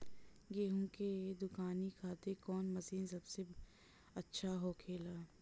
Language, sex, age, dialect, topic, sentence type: Bhojpuri, female, 25-30, Southern / Standard, agriculture, question